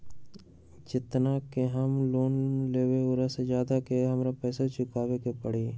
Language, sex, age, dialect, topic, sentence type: Magahi, male, 18-24, Western, banking, question